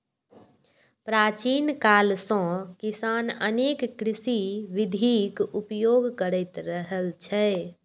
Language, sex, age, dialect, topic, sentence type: Maithili, female, 46-50, Eastern / Thethi, agriculture, statement